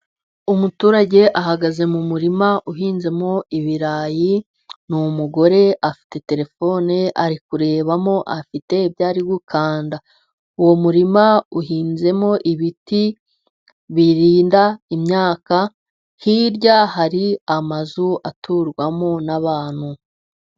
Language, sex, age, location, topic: Kinyarwanda, female, 25-35, Musanze, agriculture